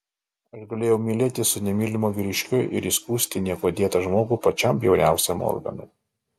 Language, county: Lithuanian, Alytus